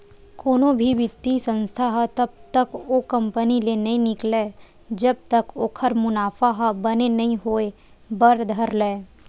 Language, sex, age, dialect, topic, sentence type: Chhattisgarhi, female, 18-24, Western/Budati/Khatahi, banking, statement